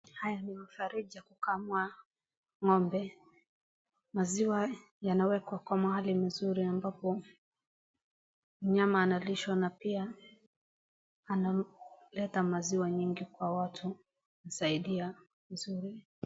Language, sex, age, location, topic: Swahili, female, 36-49, Wajir, agriculture